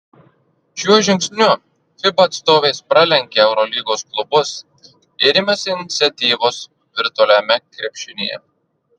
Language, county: Lithuanian, Marijampolė